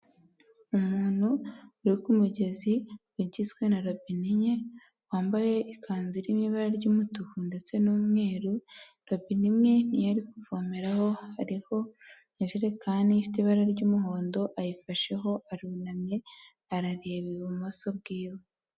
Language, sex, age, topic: Kinyarwanda, female, 18-24, health